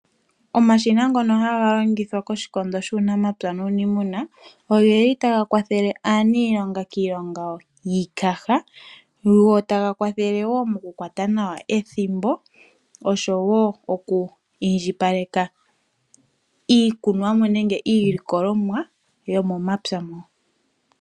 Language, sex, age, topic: Oshiwambo, female, 18-24, agriculture